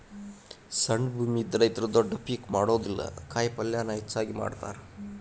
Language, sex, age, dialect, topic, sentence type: Kannada, male, 25-30, Dharwad Kannada, agriculture, statement